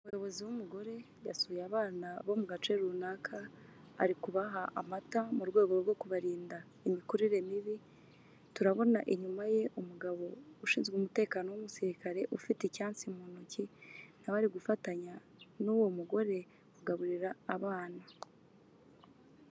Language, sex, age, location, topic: Kinyarwanda, female, 25-35, Kigali, health